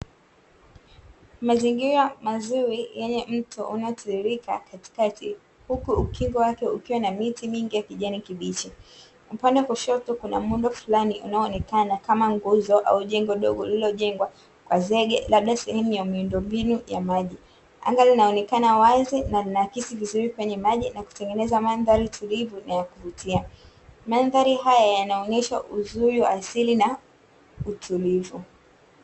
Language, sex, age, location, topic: Swahili, female, 18-24, Dar es Salaam, agriculture